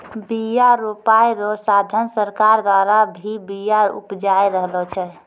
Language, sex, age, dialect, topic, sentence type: Maithili, female, 31-35, Angika, agriculture, statement